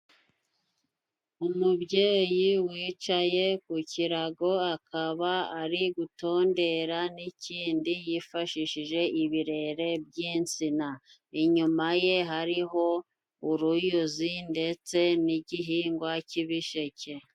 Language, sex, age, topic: Kinyarwanda, female, 25-35, government